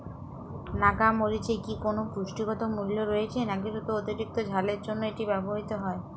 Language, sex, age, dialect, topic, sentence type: Bengali, female, 25-30, Jharkhandi, agriculture, question